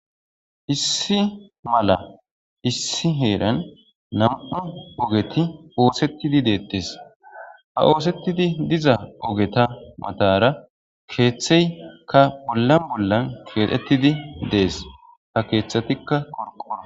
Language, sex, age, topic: Gamo, male, 18-24, government